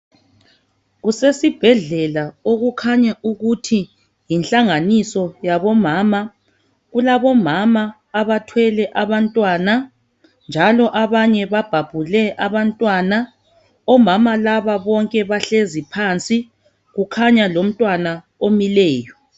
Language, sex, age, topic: North Ndebele, female, 36-49, health